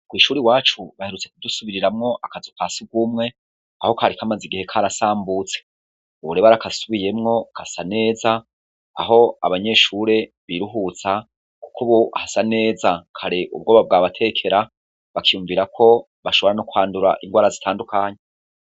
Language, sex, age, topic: Rundi, male, 36-49, education